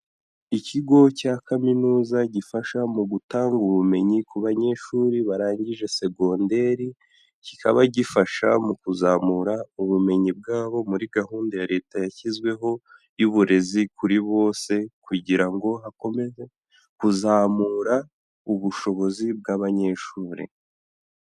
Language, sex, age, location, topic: Kinyarwanda, male, 18-24, Huye, education